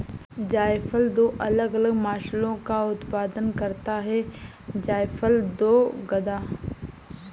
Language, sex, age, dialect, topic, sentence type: Hindi, female, 18-24, Awadhi Bundeli, agriculture, statement